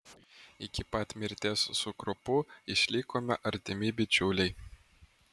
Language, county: Lithuanian, Vilnius